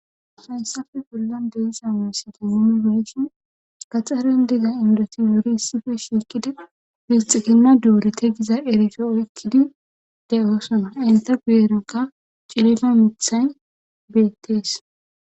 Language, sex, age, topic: Gamo, female, 25-35, government